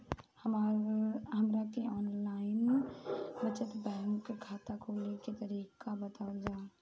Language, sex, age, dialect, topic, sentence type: Bhojpuri, female, 25-30, Southern / Standard, banking, question